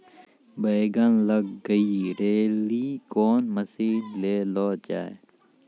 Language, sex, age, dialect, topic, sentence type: Maithili, male, 36-40, Angika, agriculture, question